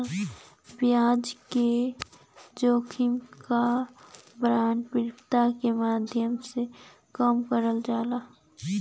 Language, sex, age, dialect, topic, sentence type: Bhojpuri, female, 18-24, Western, banking, statement